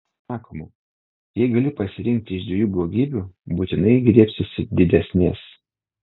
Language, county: Lithuanian, Telšiai